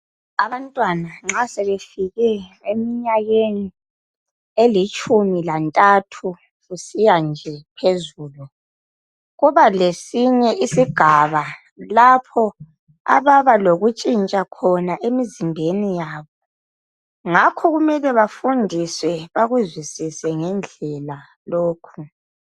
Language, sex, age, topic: North Ndebele, male, 25-35, health